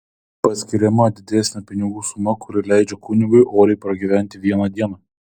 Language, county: Lithuanian, Kaunas